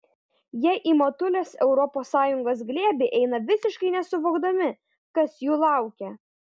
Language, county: Lithuanian, Šiauliai